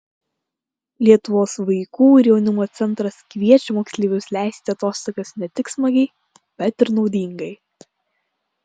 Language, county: Lithuanian, Klaipėda